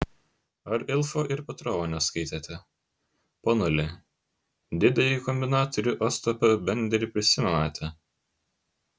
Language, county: Lithuanian, Kaunas